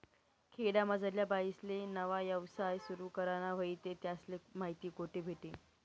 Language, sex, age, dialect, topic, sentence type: Marathi, female, 18-24, Northern Konkan, banking, statement